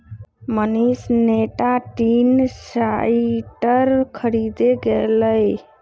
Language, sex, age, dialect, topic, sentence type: Magahi, male, 25-30, Western, agriculture, statement